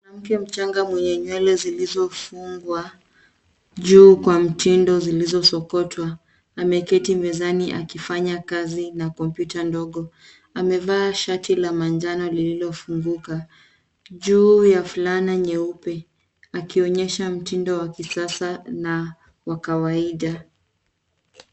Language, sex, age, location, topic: Swahili, female, 18-24, Nairobi, education